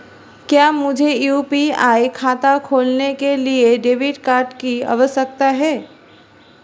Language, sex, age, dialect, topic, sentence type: Hindi, female, 36-40, Marwari Dhudhari, banking, question